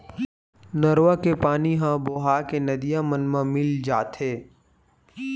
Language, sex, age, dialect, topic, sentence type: Chhattisgarhi, male, 18-24, Western/Budati/Khatahi, agriculture, statement